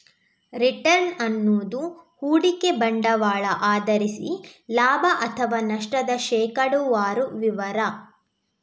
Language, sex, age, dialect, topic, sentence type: Kannada, female, 18-24, Coastal/Dakshin, banking, statement